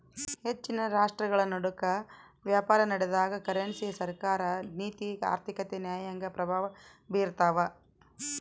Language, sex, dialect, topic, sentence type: Kannada, female, Central, banking, statement